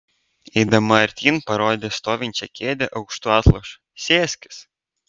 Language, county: Lithuanian, Vilnius